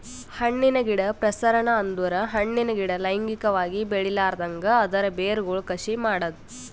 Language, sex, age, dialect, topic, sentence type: Kannada, female, 18-24, Northeastern, agriculture, statement